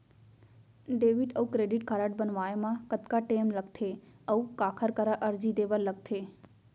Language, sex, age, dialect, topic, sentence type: Chhattisgarhi, female, 25-30, Central, banking, question